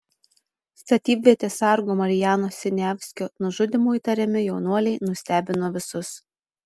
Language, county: Lithuanian, Telšiai